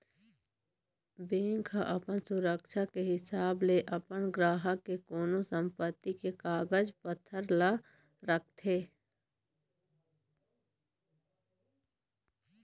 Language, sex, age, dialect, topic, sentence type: Chhattisgarhi, female, 60-100, Eastern, banking, statement